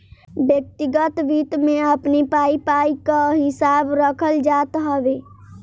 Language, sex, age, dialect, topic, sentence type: Bhojpuri, male, 18-24, Northern, banking, statement